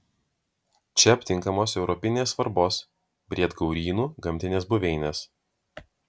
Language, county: Lithuanian, Vilnius